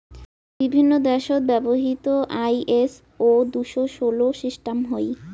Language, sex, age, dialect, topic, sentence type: Bengali, female, 18-24, Rajbangshi, agriculture, statement